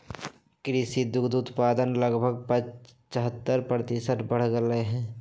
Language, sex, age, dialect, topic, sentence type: Magahi, male, 56-60, Western, agriculture, statement